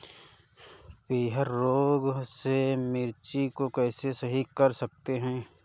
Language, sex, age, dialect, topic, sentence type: Hindi, male, 31-35, Awadhi Bundeli, agriculture, question